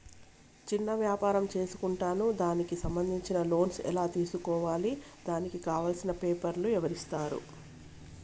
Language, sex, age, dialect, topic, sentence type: Telugu, female, 46-50, Telangana, banking, question